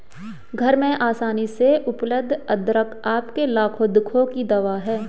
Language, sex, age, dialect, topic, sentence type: Hindi, male, 25-30, Hindustani Malvi Khadi Boli, agriculture, statement